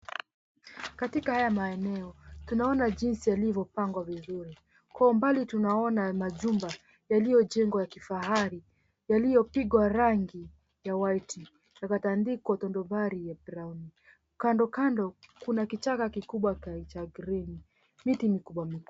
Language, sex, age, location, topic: Swahili, female, 25-35, Mombasa, government